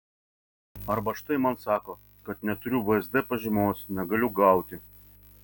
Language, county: Lithuanian, Vilnius